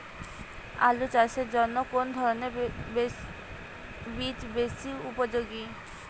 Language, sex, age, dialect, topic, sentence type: Bengali, female, 25-30, Rajbangshi, agriculture, question